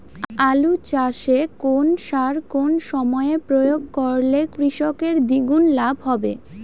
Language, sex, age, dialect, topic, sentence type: Bengali, female, <18, Rajbangshi, agriculture, question